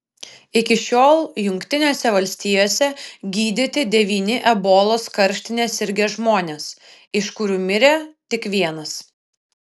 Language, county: Lithuanian, Vilnius